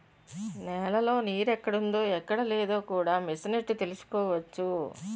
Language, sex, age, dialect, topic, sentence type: Telugu, female, 56-60, Utterandhra, agriculture, statement